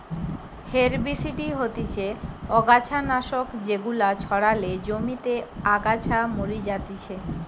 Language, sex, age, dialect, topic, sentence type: Bengali, female, 25-30, Western, agriculture, statement